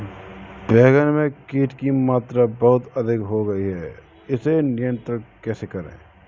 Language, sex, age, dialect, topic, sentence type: Hindi, male, 18-24, Awadhi Bundeli, agriculture, question